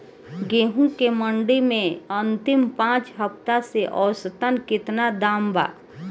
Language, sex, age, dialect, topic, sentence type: Bhojpuri, female, 18-24, Southern / Standard, agriculture, question